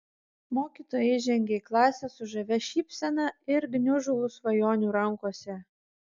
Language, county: Lithuanian, Kaunas